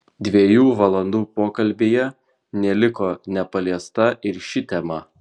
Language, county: Lithuanian, Vilnius